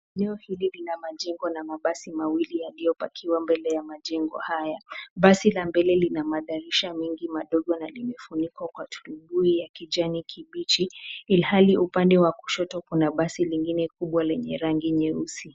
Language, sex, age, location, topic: Swahili, female, 25-35, Nairobi, government